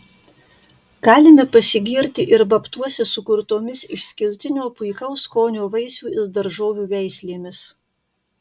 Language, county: Lithuanian, Kaunas